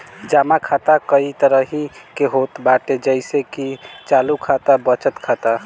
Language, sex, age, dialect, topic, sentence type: Bhojpuri, male, <18, Northern, banking, statement